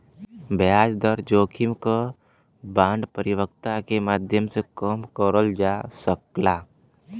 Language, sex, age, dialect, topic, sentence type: Bhojpuri, male, 18-24, Western, banking, statement